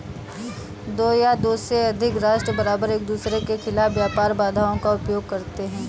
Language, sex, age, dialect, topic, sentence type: Hindi, female, 18-24, Awadhi Bundeli, banking, statement